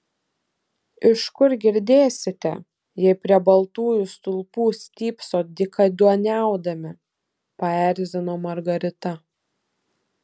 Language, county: Lithuanian, Telšiai